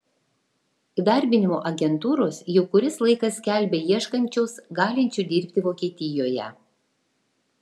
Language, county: Lithuanian, Vilnius